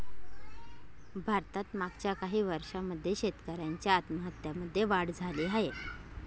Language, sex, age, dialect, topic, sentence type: Marathi, male, 18-24, Northern Konkan, agriculture, statement